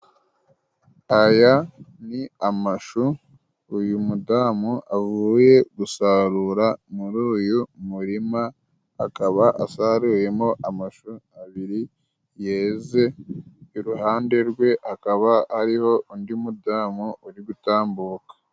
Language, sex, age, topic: Kinyarwanda, male, 25-35, agriculture